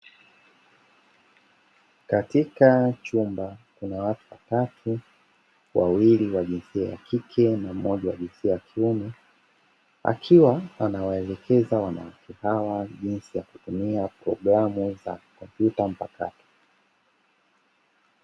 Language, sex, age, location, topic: Swahili, male, 25-35, Dar es Salaam, education